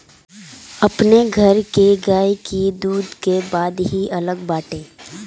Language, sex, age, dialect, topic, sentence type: Bhojpuri, female, <18, Northern, agriculture, statement